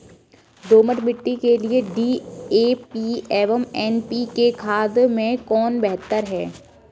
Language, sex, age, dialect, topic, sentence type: Hindi, female, 18-24, Kanauji Braj Bhasha, agriculture, question